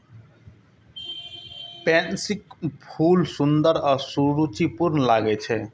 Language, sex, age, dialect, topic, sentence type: Maithili, male, 25-30, Eastern / Thethi, agriculture, statement